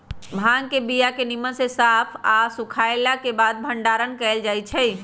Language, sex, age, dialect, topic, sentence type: Magahi, male, 18-24, Western, agriculture, statement